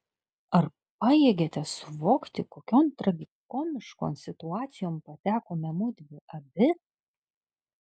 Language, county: Lithuanian, Kaunas